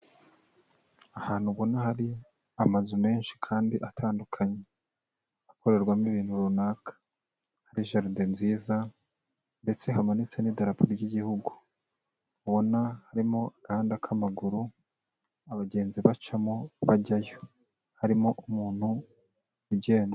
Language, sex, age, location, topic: Kinyarwanda, male, 25-35, Kigali, health